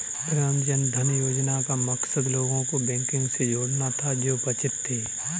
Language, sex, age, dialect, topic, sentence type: Hindi, male, 25-30, Kanauji Braj Bhasha, banking, statement